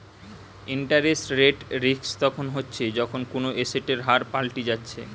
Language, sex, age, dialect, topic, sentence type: Bengali, male, 18-24, Western, banking, statement